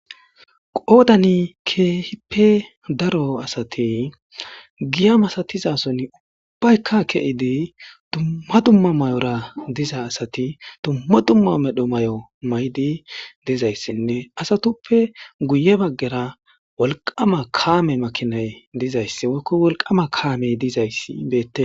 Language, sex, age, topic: Gamo, male, 25-35, government